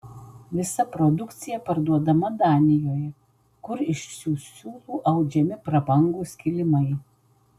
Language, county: Lithuanian, Vilnius